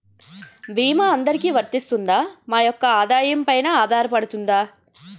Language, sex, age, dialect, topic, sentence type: Telugu, female, 31-35, Utterandhra, banking, question